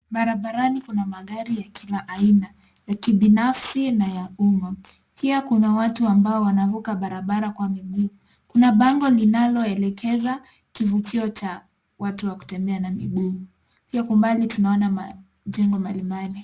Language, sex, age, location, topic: Swahili, female, 18-24, Nairobi, government